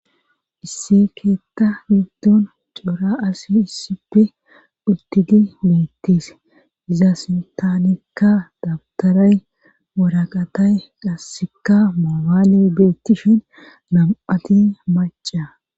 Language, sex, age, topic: Gamo, female, 36-49, government